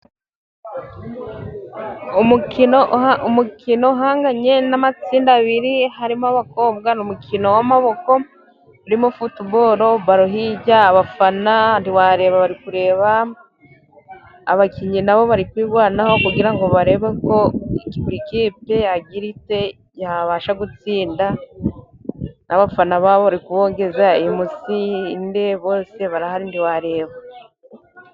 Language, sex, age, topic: Kinyarwanda, female, 25-35, government